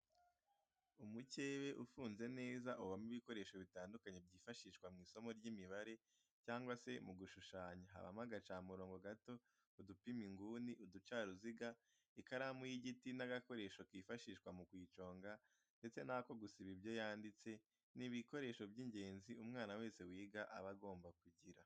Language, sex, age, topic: Kinyarwanda, male, 18-24, education